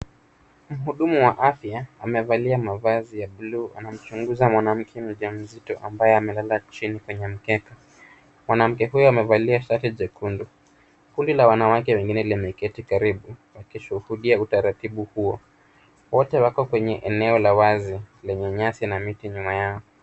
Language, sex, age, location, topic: Swahili, male, 25-35, Kisumu, health